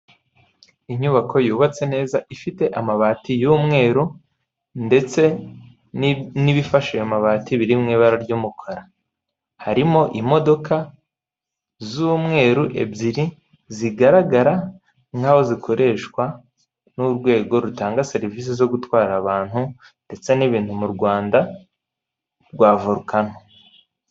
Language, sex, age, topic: Kinyarwanda, male, 18-24, finance